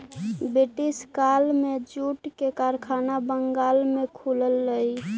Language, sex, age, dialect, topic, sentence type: Magahi, female, 18-24, Central/Standard, banking, statement